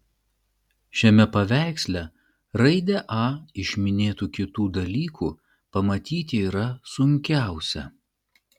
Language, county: Lithuanian, Klaipėda